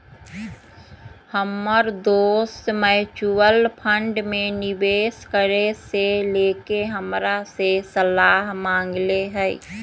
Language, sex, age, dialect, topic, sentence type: Magahi, female, 31-35, Western, banking, statement